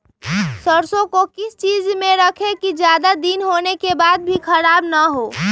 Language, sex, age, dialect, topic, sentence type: Magahi, female, 31-35, Western, agriculture, question